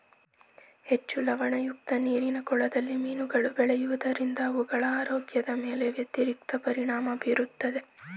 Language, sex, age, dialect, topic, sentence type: Kannada, male, 18-24, Mysore Kannada, agriculture, statement